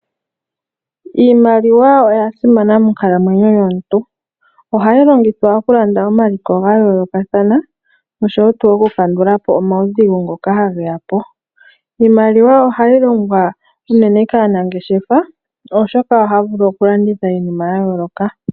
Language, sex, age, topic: Oshiwambo, female, 18-24, finance